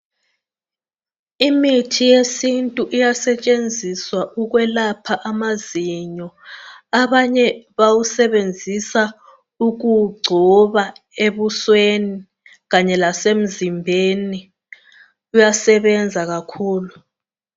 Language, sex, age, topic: North Ndebele, female, 25-35, health